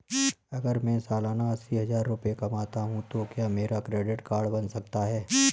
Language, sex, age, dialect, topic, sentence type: Hindi, male, 31-35, Marwari Dhudhari, banking, question